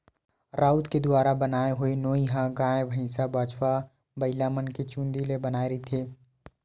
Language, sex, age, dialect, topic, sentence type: Chhattisgarhi, male, 18-24, Western/Budati/Khatahi, agriculture, statement